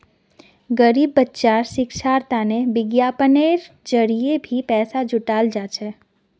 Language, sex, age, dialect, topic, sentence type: Magahi, female, 36-40, Northeastern/Surjapuri, banking, statement